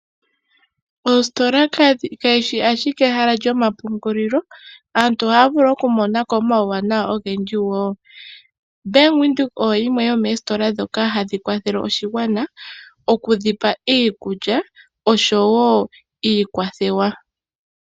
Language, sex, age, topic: Oshiwambo, female, 18-24, finance